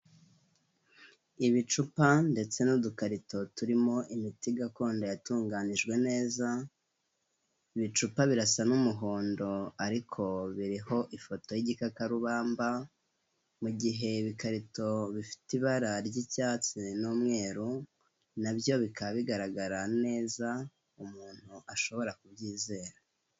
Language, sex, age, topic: Kinyarwanda, male, 18-24, health